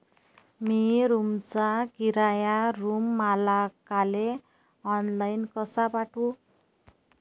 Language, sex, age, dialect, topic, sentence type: Marathi, female, 31-35, Varhadi, banking, question